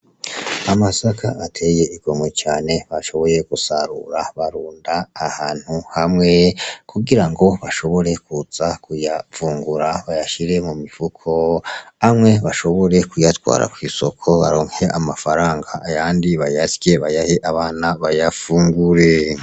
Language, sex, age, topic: Rundi, male, 36-49, agriculture